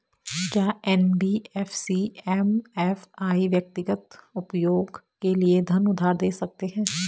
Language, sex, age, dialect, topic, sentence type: Hindi, female, 25-30, Garhwali, banking, question